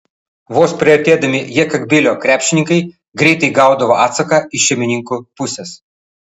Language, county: Lithuanian, Vilnius